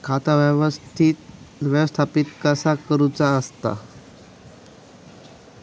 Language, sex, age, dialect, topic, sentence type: Marathi, male, 18-24, Southern Konkan, banking, question